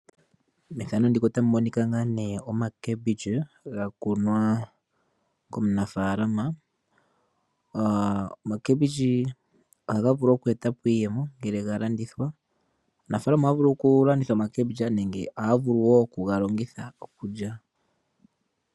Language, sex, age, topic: Oshiwambo, male, 18-24, agriculture